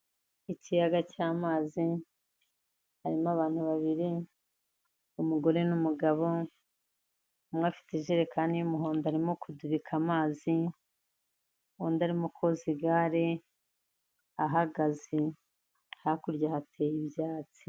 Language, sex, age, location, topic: Kinyarwanda, female, 50+, Kigali, health